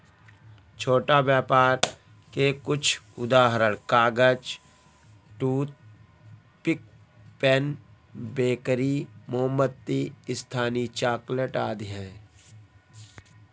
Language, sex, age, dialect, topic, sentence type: Hindi, male, 18-24, Awadhi Bundeli, banking, statement